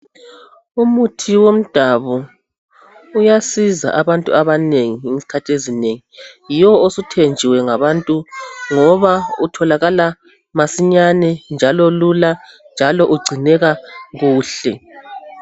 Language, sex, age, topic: North Ndebele, male, 36-49, health